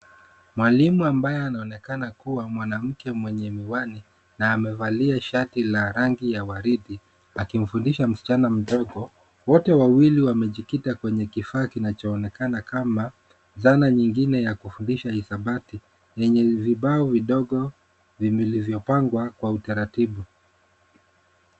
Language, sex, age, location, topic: Swahili, male, 25-35, Nairobi, education